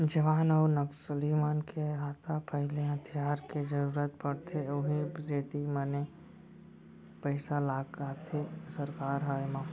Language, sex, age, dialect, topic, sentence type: Chhattisgarhi, male, 18-24, Central, banking, statement